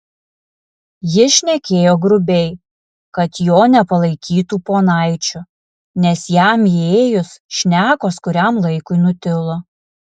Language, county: Lithuanian, Alytus